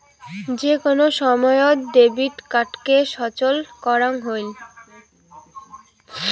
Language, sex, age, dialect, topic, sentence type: Bengali, female, 18-24, Rajbangshi, banking, statement